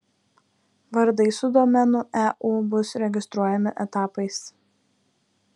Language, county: Lithuanian, Klaipėda